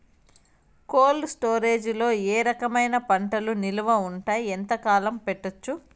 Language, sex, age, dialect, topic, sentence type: Telugu, female, 25-30, Southern, agriculture, question